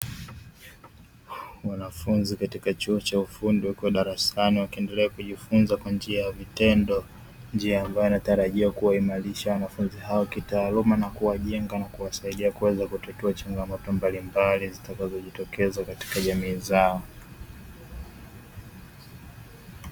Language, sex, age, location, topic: Swahili, male, 18-24, Dar es Salaam, education